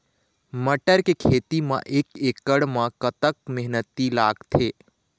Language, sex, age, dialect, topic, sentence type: Chhattisgarhi, male, 25-30, Eastern, agriculture, question